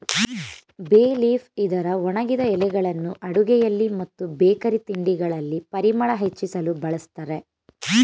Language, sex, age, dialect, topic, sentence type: Kannada, female, 18-24, Mysore Kannada, agriculture, statement